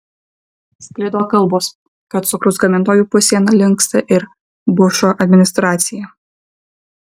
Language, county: Lithuanian, Vilnius